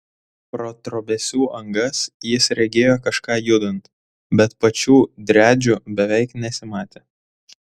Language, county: Lithuanian, Vilnius